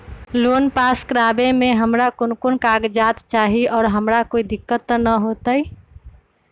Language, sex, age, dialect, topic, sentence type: Magahi, female, 25-30, Western, banking, question